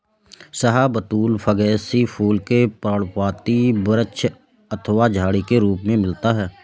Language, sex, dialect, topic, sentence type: Hindi, male, Awadhi Bundeli, agriculture, statement